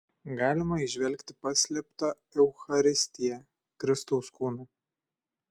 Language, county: Lithuanian, Šiauliai